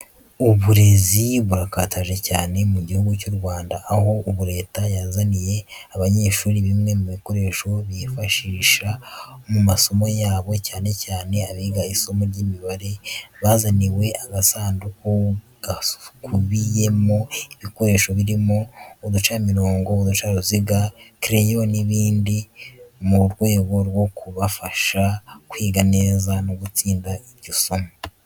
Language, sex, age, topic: Kinyarwanda, female, 25-35, education